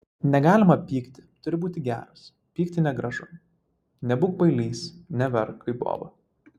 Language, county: Lithuanian, Vilnius